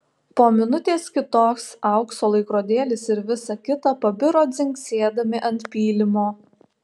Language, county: Lithuanian, Alytus